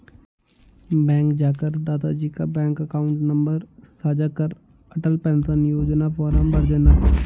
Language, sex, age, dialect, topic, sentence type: Hindi, male, 18-24, Hindustani Malvi Khadi Boli, banking, statement